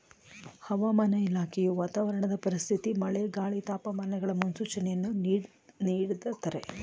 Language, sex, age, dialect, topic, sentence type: Kannada, female, 36-40, Mysore Kannada, agriculture, statement